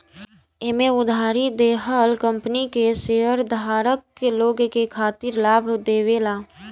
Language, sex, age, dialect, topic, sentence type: Bhojpuri, female, 18-24, Northern, banking, statement